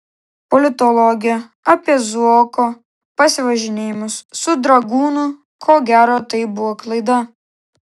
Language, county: Lithuanian, Klaipėda